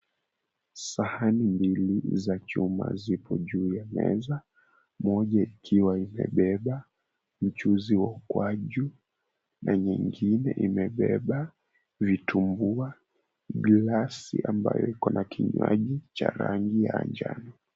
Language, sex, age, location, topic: Swahili, male, 18-24, Mombasa, agriculture